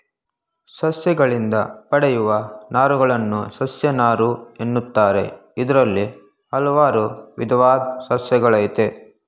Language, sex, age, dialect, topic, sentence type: Kannada, male, 18-24, Mysore Kannada, agriculture, statement